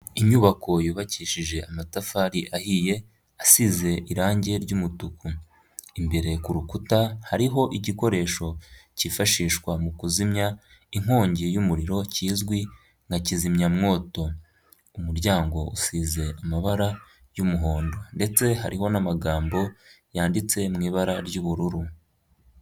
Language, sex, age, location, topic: Kinyarwanda, female, 50+, Nyagatare, health